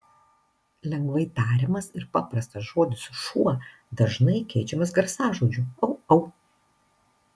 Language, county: Lithuanian, Marijampolė